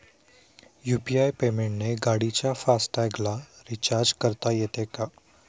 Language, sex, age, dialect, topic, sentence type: Marathi, male, 25-30, Standard Marathi, banking, question